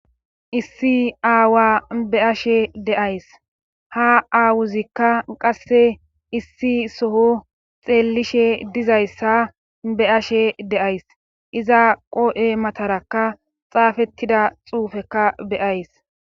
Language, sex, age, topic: Gamo, female, 25-35, government